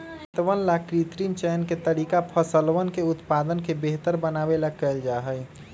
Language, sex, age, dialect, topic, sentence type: Magahi, male, 25-30, Western, agriculture, statement